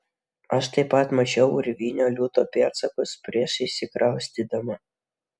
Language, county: Lithuanian, Vilnius